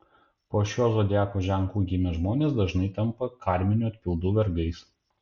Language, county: Lithuanian, Panevėžys